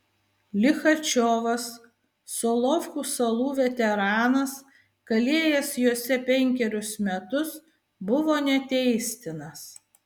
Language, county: Lithuanian, Vilnius